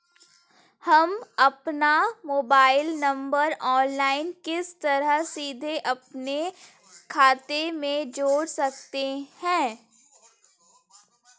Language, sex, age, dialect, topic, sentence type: Hindi, female, 18-24, Kanauji Braj Bhasha, banking, question